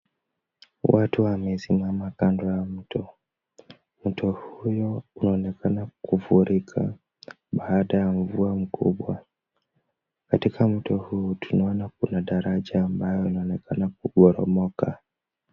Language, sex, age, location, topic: Swahili, male, 18-24, Kisumu, health